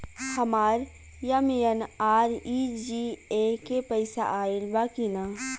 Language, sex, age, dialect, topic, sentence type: Bhojpuri, female, 18-24, Western, banking, question